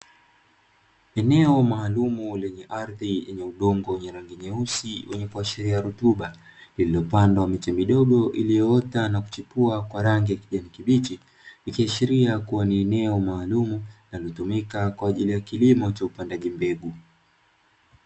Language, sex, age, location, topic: Swahili, male, 25-35, Dar es Salaam, agriculture